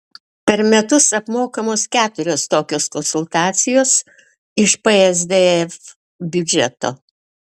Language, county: Lithuanian, Alytus